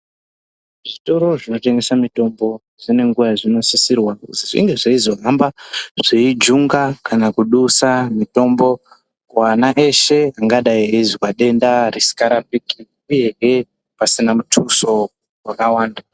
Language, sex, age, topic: Ndau, female, 18-24, health